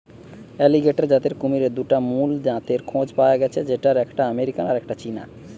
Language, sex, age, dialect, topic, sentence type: Bengali, male, 25-30, Western, agriculture, statement